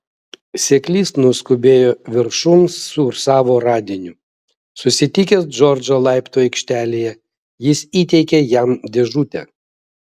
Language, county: Lithuanian, Vilnius